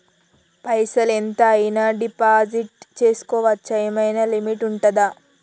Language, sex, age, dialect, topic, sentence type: Telugu, female, 36-40, Telangana, banking, question